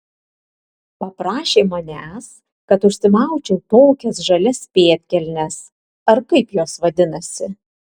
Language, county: Lithuanian, Vilnius